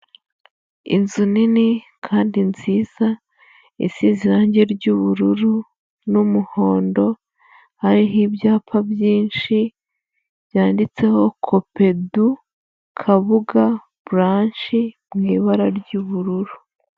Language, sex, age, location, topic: Kinyarwanda, female, 25-35, Huye, finance